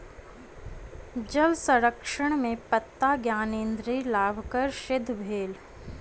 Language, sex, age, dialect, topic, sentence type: Maithili, female, 25-30, Southern/Standard, agriculture, statement